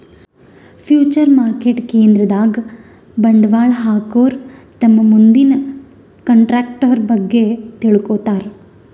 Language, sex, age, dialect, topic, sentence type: Kannada, female, 18-24, Northeastern, banking, statement